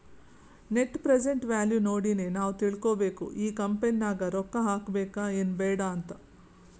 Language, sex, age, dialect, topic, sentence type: Kannada, female, 41-45, Northeastern, banking, statement